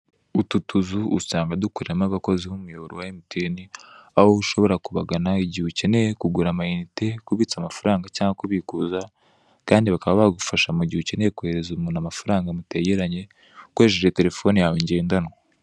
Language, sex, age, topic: Kinyarwanda, male, 18-24, finance